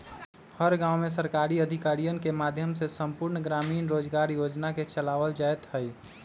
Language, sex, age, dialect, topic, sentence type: Magahi, male, 25-30, Western, banking, statement